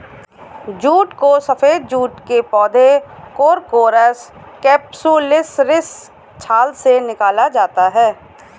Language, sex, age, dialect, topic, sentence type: Hindi, female, 18-24, Kanauji Braj Bhasha, agriculture, statement